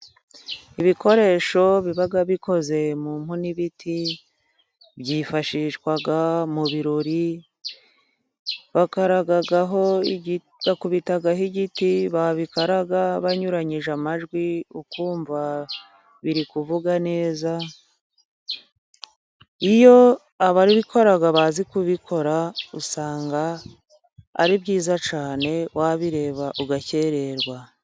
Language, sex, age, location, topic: Kinyarwanda, female, 50+, Musanze, government